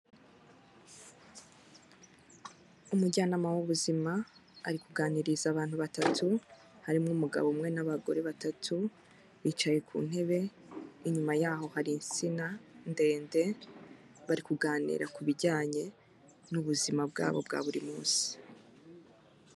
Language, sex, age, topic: Kinyarwanda, female, 25-35, health